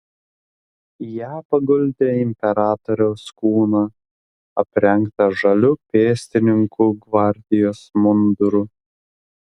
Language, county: Lithuanian, Klaipėda